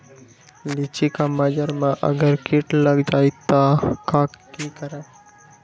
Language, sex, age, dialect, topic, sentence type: Magahi, male, 25-30, Western, agriculture, question